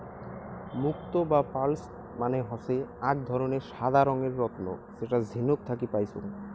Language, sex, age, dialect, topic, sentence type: Bengali, male, 18-24, Rajbangshi, agriculture, statement